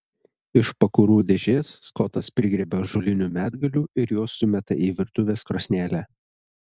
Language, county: Lithuanian, Telšiai